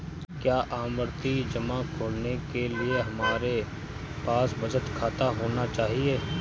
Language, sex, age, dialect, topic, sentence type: Hindi, male, 36-40, Marwari Dhudhari, banking, question